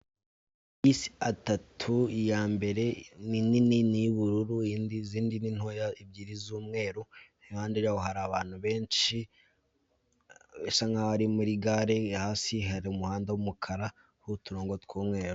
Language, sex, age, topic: Kinyarwanda, male, 18-24, government